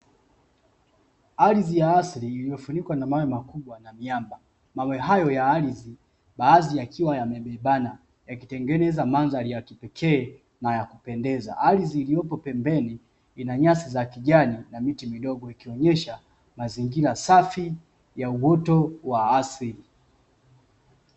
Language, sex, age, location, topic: Swahili, male, 25-35, Dar es Salaam, agriculture